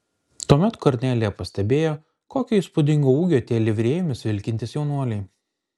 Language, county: Lithuanian, Kaunas